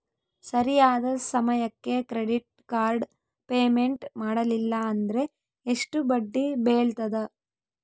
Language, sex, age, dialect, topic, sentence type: Kannada, female, 25-30, Central, banking, question